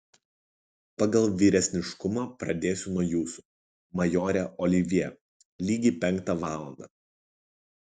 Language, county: Lithuanian, Kaunas